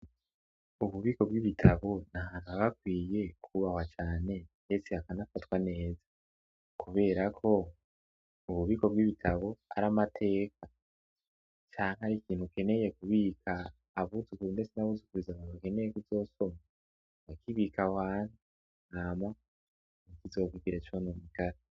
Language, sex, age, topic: Rundi, male, 18-24, education